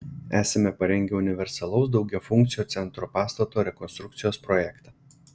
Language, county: Lithuanian, Šiauliai